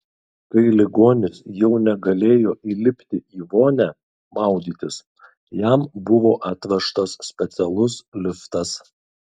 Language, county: Lithuanian, Kaunas